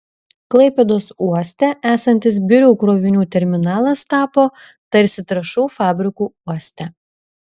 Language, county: Lithuanian, Šiauliai